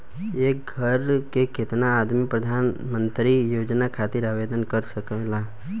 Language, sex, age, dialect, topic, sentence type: Bhojpuri, male, 18-24, Southern / Standard, banking, question